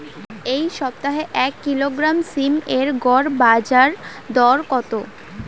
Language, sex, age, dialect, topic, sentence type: Bengali, female, <18, Rajbangshi, agriculture, question